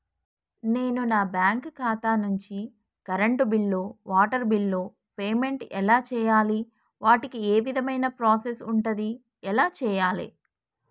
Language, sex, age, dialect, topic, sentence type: Telugu, female, 36-40, Telangana, banking, question